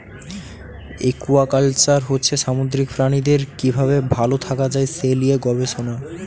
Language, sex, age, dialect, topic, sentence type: Bengali, male, 18-24, Western, agriculture, statement